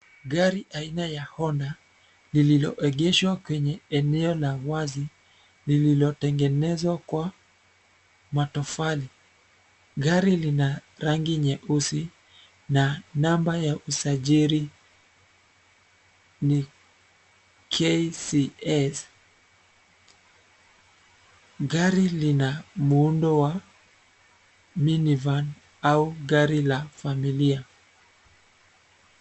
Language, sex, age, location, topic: Swahili, male, 25-35, Nairobi, finance